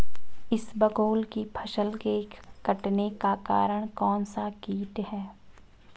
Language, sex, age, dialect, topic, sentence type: Hindi, female, 25-30, Marwari Dhudhari, agriculture, question